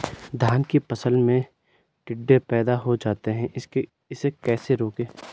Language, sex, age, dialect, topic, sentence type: Hindi, male, 25-30, Garhwali, agriculture, question